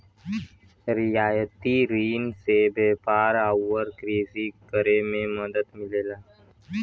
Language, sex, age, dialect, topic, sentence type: Bhojpuri, male, <18, Western, banking, statement